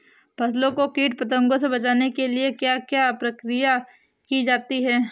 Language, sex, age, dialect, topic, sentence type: Hindi, female, 18-24, Awadhi Bundeli, agriculture, question